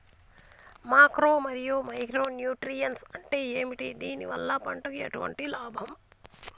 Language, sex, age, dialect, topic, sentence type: Telugu, female, 25-30, Telangana, agriculture, question